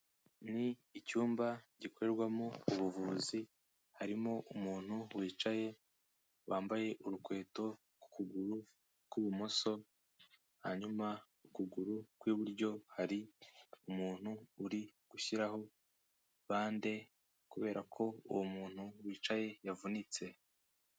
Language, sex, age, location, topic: Kinyarwanda, male, 18-24, Kigali, health